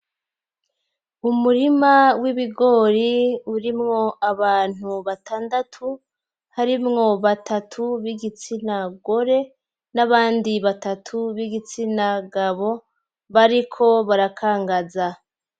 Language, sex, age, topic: Rundi, female, 25-35, agriculture